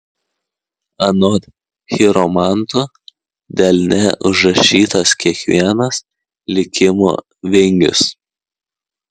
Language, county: Lithuanian, Kaunas